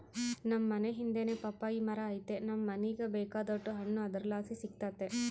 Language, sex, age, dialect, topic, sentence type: Kannada, female, 25-30, Central, agriculture, statement